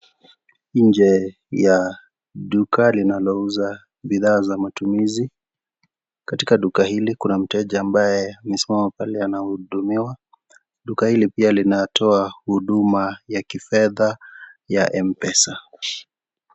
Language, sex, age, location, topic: Swahili, male, 25-35, Kisii, finance